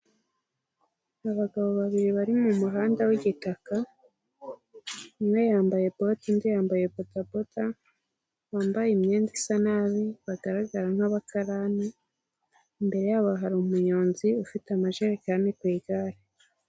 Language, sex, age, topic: Kinyarwanda, female, 18-24, government